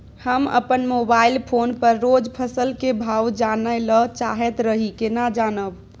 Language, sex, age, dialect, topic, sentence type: Maithili, female, 25-30, Bajjika, agriculture, question